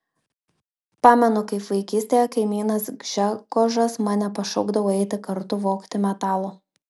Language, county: Lithuanian, Marijampolė